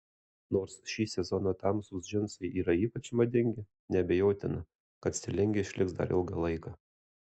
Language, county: Lithuanian, Alytus